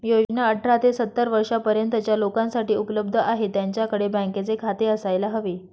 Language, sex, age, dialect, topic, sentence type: Marathi, female, 25-30, Northern Konkan, banking, statement